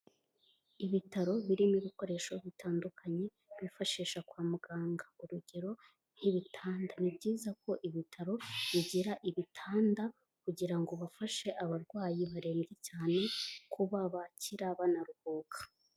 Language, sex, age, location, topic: Kinyarwanda, female, 18-24, Kigali, health